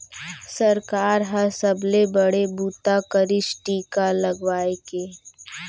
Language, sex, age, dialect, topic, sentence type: Chhattisgarhi, female, 18-24, Central, banking, statement